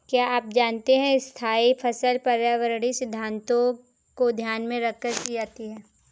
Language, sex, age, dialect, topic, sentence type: Hindi, female, 18-24, Marwari Dhudhari, agriculture, statement